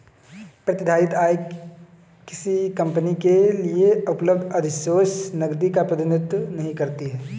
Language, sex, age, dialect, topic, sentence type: Hindi, male, 18-24, Kanauji Braj Bhasha, banking, statement